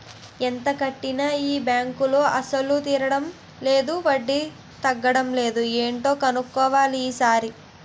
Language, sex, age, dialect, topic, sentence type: Telugu, female, 60-100, Utterandhra, banking, statement